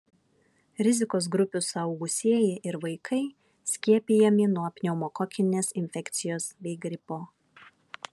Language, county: Lithuanian, Vilnius